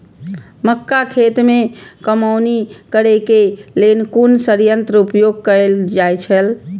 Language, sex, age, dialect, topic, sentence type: Maithili, female, 25-30, Eastern / Thethi, agriculture, question